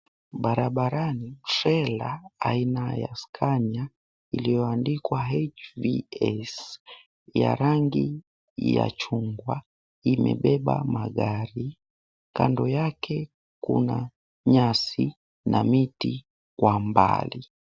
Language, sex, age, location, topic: Swahili, male, 18-24, Mombasa, finance